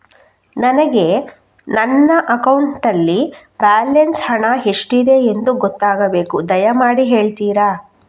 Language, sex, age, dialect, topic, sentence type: Kannada, female, 36-40, Coastal/Dakshin, banking, question